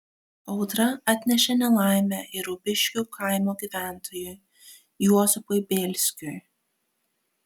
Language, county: Lithuanian, Kaunas